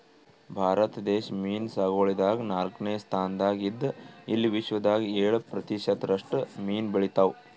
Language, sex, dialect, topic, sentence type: Kannada, male, Northeastern, agriculture, statement